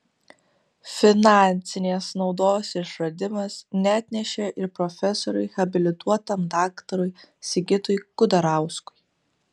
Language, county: Lithuanian, Kaunas